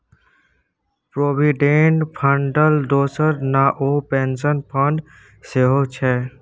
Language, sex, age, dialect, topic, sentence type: Maithili, male, 18-24, Bajjika, banking, statement